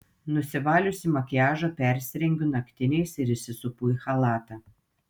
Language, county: Lithuanian, Telšiai